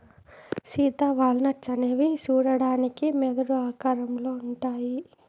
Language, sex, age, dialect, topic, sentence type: Telugu, female, 18-24, Telangana, agriculture, statement